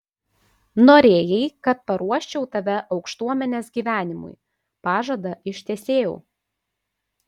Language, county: Lithuanian, Panevėžys